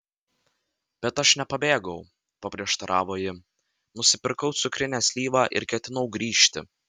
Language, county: Lithuanian, Vilnius